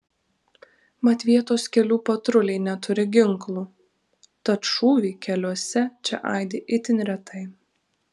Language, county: Lithuanian, Vilnius